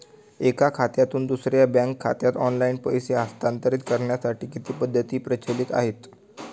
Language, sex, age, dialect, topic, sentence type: Marathi, male, 18-24, Standard Marathi, banking, question